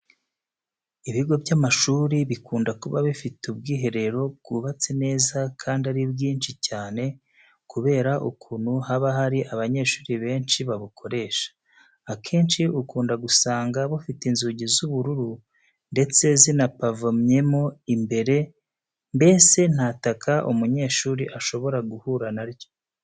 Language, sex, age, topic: Kinyarwanda, male, 36-49, education